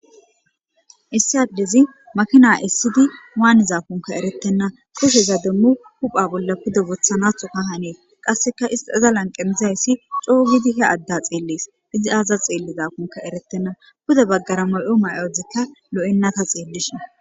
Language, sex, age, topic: Gamo, female, 25-35, government